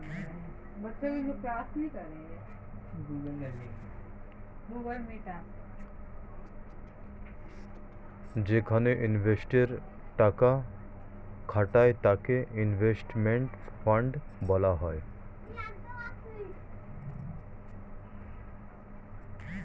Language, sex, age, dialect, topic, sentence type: Bengali, male, 36-40, Standard Colloquial, banking, statement